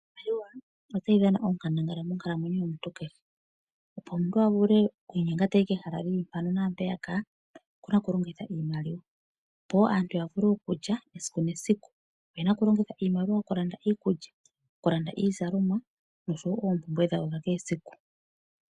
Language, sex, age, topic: Oshiwambo, female, 25-35, finance